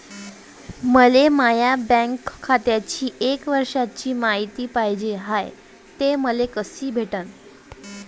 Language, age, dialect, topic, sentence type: Marathi, 18-24, Varhadi, banking, question